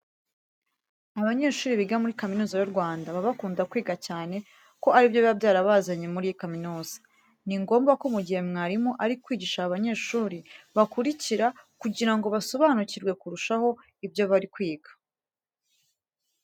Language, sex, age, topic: Kinyarwanda, female, 18-24, education